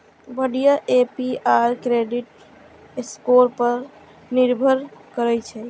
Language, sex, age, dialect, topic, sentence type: Maithili, female, 51-55, Eastern / Thethi, banking, statement